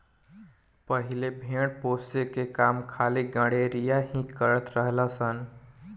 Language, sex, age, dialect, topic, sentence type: Bhojpuri, male, 18-24, Southern / Standard, agriculture, statement